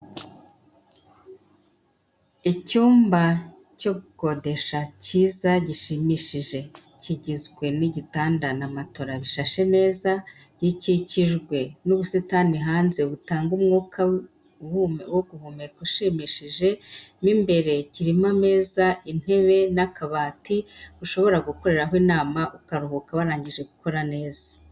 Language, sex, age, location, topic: Kinyarwanda, female, 50+, Kigali, finance